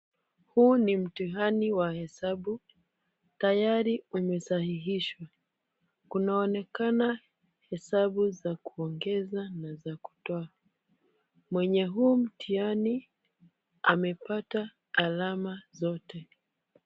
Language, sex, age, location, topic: Swahili, female, 25-35, Kisumu, education